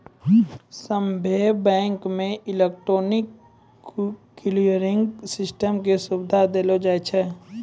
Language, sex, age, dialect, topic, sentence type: Maithili, male, 18-24, Angika, banking, statement